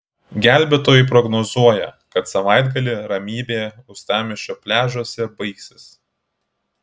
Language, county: Lithuanian, Klaipėda